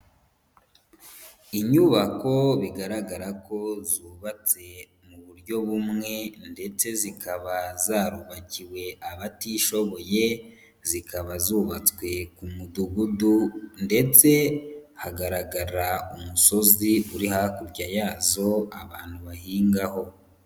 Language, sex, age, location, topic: Kinyarwanda, female, 18-24, Huye, agriculture